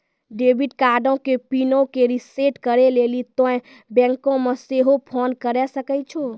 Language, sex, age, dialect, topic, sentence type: Maithili, female, 18-24, Angika, banking, statement